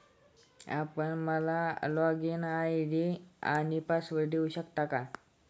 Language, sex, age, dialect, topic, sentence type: Marathi, male, 25-30, Standard Marathi, banking, statement